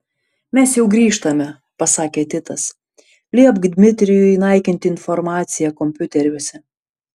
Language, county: Lithuanian, Panevėžys